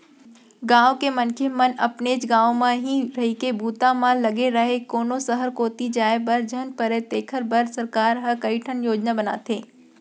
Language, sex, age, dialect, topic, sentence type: Chhattisgarhi, female, 46-50, Central, banking, statement